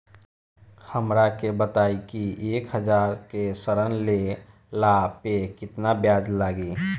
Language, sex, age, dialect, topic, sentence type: Bhojpuri, male, 18-24, Southern / Standard, banking, question